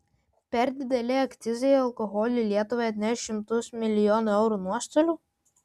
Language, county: Lithuanian, Vilnius